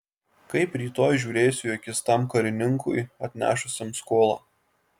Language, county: Lithuanian, Marijampolė